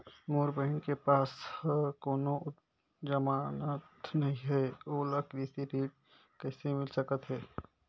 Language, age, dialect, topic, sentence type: Chhattisgarhi, 18-24, Northern/Bhandar, agriculture, statement